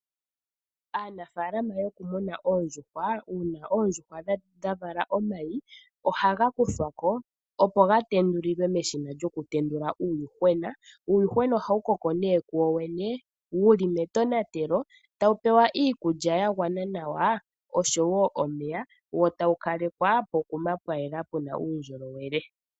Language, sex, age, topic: Oshiwambo, female, 25-35, agriculture